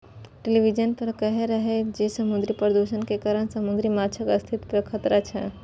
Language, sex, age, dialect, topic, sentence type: Maithili, female, 18-24, Eastern / Thethi, agriculture, statement